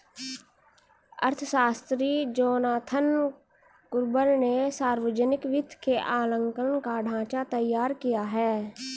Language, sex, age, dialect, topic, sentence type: Hindi, male, 36-40, Hindustani Malvi Khadi Boli, banking, statement